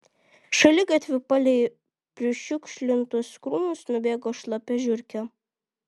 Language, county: Lithuanian, Vilnius